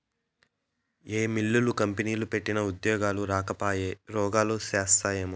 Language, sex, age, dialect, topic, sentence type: Telugu, male, 18-24, Southern, agriculture, statement